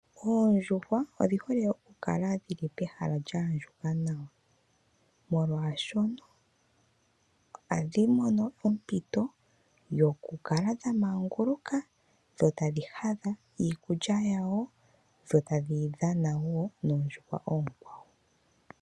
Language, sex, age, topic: Oshiwambo, female, 25-35, agriculture